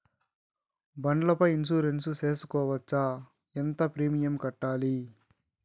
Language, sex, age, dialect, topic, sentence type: Telugu, male, 36-40, Southern, banking, question